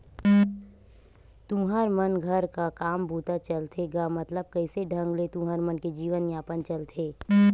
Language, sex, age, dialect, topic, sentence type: Chhattisgarhi, female, 25-30, Western/Budati/Khatahi, agriculture, statement